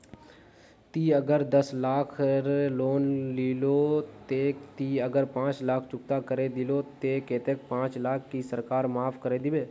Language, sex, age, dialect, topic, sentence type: Magahi, male, 56-60, Northeastern/Surjapuri, banking, question